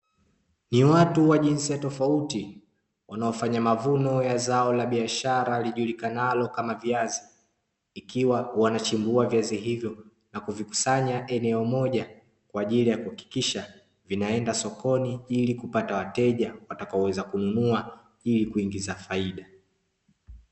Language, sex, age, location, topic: Swahili, male, 25-35, Dar es Salaam, agriculture